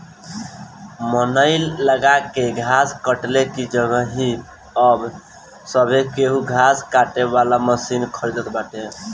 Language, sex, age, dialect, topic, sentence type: Bhojpuri, male, 18-24, Northern, agriculture, statement